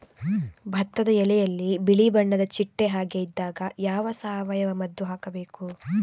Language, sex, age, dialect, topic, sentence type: Kannada, female, 46-50, Coastal/Dakshin, agriculture, question